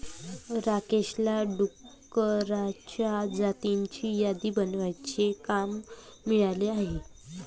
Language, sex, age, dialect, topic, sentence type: Marathi, female, 25-30, Varhadi, agriculture, statement